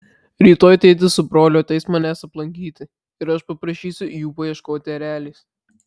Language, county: Lithuanian, Marijampolė